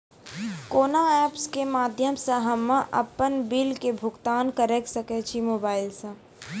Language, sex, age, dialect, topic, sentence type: Maithili, female, 25-30, Angika, banking, question